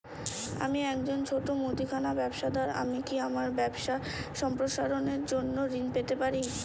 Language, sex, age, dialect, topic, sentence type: Bengali, female, 25-30, Northern/Varendri, banking, question